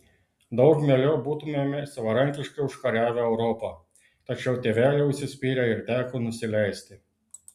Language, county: Lithuanian, Klaipėda